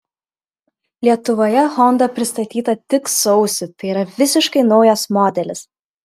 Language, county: Lithuanian, Klaipėda